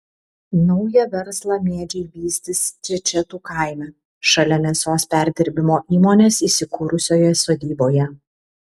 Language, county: Lithuanian, Vilnius